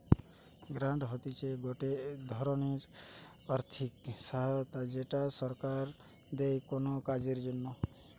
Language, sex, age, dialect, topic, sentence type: Bengali, male, 18-24, Western, banking, statement